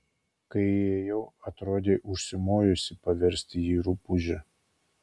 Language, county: Lithuanian, Kaunas